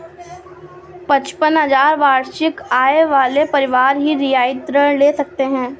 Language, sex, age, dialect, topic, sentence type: Hindi, female, 46-50, Awadhi Bundeli, banking, statement